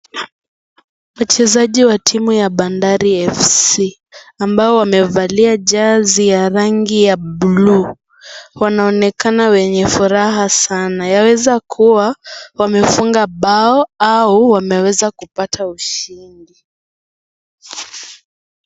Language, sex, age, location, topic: Swahili, female, 18-24, Kisii, government